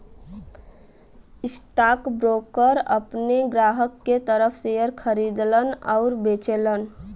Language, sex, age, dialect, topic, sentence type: Bhojpuri, female, 18-24, Western, banking, statement